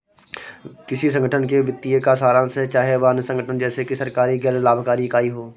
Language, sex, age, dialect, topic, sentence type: Hindi, male, 46-50, Awadhi Bundeli, banking, statement